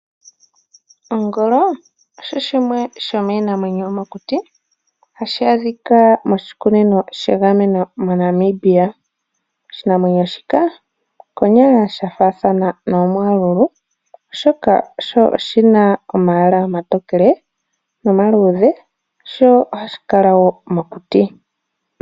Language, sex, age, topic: Oshiwambo, male, 18-24, agriculture